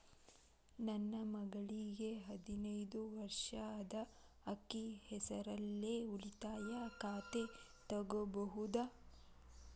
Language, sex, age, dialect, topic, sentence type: Kannada, female, 18-24, Dharwad Kannada, banking, question